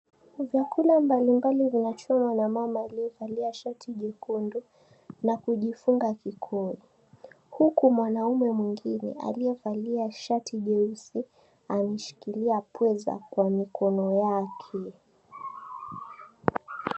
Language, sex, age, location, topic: Swahili, female, 18-24, Mombasa, agriculture